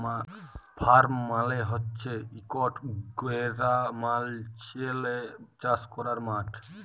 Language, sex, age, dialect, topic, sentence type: Bengali, male, 18-24, Jharkhandi, agriculture, statement